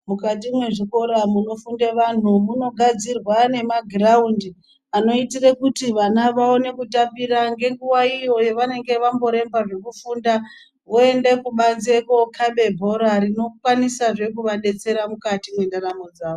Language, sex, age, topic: Ndau, female, 36-49, education